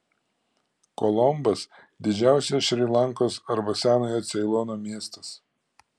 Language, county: Lithuanian, Klaipėda